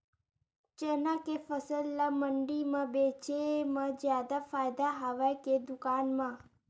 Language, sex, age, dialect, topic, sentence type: Chhattisgarhi, female, 18-24, Western/Budati/Khatahi, agriculture, question